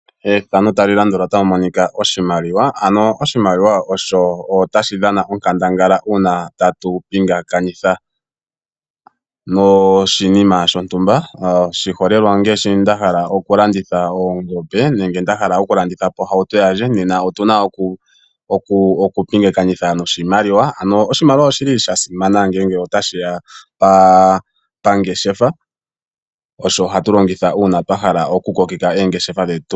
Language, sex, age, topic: Oshiwambo, male, 25-35, finance